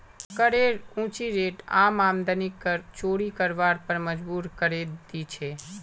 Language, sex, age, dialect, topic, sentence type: Magahi, male, 18-24, Northeastern/Surjapuri, banking, statement